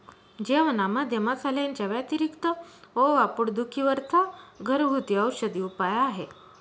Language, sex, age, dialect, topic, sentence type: Marathi, female, 25-30, Northern Konkan, agriculture, statement